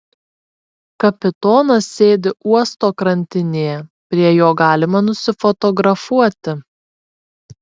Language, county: Lithuanian, Šiauliai